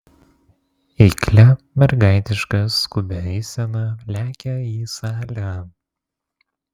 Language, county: Lithuanian, Vilnius